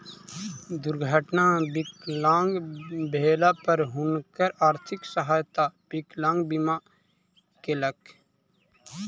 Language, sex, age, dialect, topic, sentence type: Maithili, male, 25-30, Southern/Standard, banking, statement